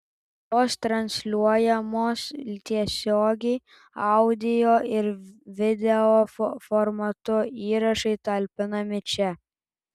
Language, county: Lithuanian, Telšiai